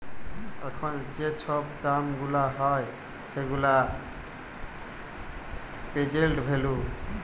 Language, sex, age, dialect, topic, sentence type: Bengali, male, 18-24, Jharkhandi, banking, statement